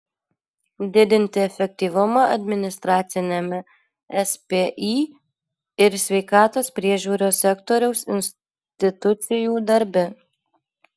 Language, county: Lithuanian, Alytus